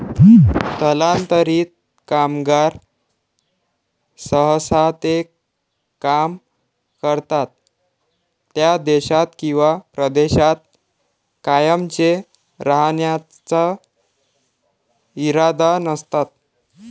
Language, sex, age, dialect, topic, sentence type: Marathi, male, 18-24, Varhadi, agriculture, statement